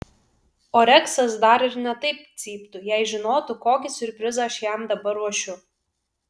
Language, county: Lithuanian, Vilnius